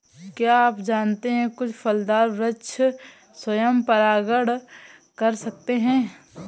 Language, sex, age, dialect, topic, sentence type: Hindi, female, 60-100, Awadhi Bundeli, agriculture, statement